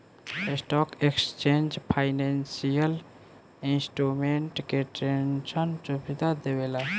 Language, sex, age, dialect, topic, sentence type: Bhojpuri, female, <18, Southern / Standard, banking, statement